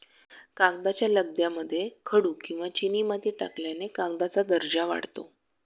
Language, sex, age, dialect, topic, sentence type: Marathi, female, 36-40, Standard Marathi, agriculture, statement